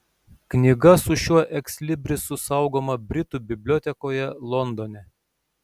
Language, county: Lithuanian, Šiauliai